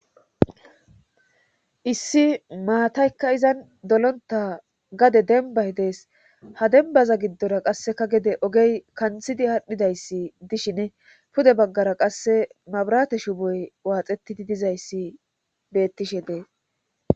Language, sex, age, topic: Gamo, male, 18-24, government